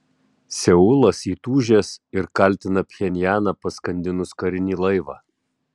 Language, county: Lithuanian, Tauragė